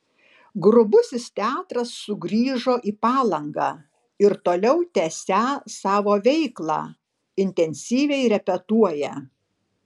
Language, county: Lithuanian, Panevėžys